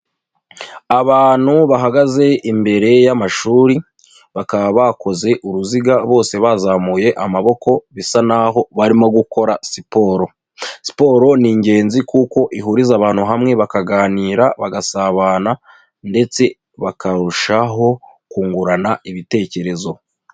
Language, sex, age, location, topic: Kinyarwanda, female, 25-35, Nyagatare, health